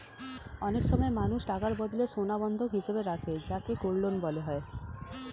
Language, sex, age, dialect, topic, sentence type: Bengali, female, 31-35, Standard Colloquial, banking, statement